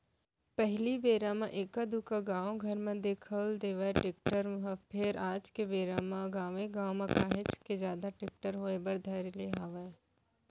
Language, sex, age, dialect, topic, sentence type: Chhattisgarhi, female, 18-24, Central, agriculture, statement